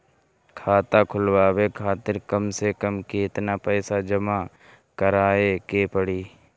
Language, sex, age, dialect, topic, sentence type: Bhojpuri, male, 18-24, Northern, banking, question